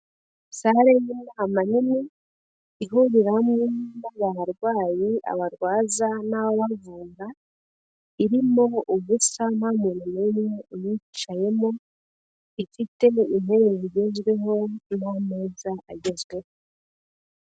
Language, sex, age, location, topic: Kinyarwanda, female, 18-24, Kigali, health